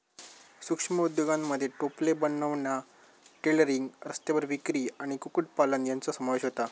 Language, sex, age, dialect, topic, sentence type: Marathi, male, 18-24, Southern Konkan, banking, statement